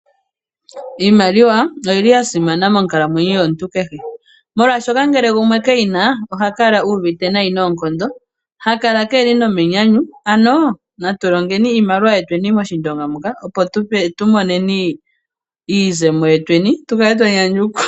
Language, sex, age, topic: Oshiwambo, female, 25-35, finance